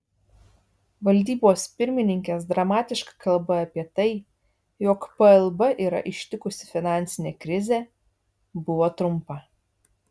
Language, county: Lithuanian, Vilnius